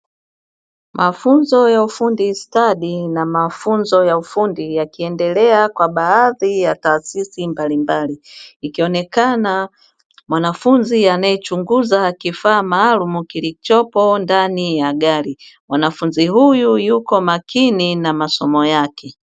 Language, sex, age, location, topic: Swahili, female, 36-49, Dar es Salaam, education